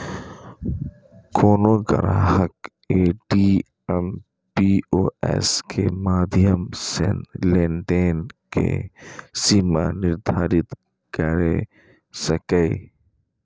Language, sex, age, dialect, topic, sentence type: Maithili, male, 25-30, Eastern / Thethi, banking, statement